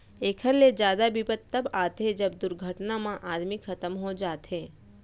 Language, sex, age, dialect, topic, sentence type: Chhattisgarhi, female, 31-35, Central, banking, statement